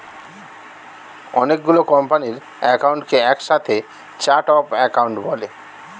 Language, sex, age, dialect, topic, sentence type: Bengali, male, 36-40, Standard Colloquial, banking, statement